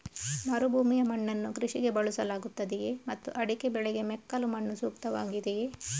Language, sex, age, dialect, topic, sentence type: Kannada, female, 31-35, Coastal/Dakshin, agriculture, question